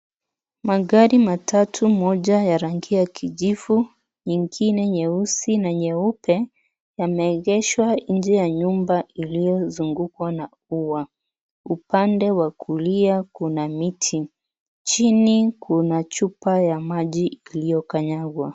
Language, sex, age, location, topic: Swahili, female, 25-35, Kisii, finance